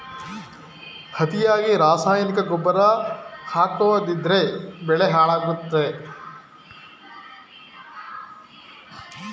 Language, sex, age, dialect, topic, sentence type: Kannada, male, 25-30, Mysore Kannada, agriculture, statement